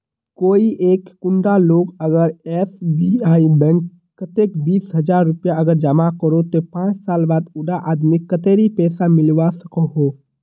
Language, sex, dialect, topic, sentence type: Magahi, male, Northeastern/Surjapuri, banking, question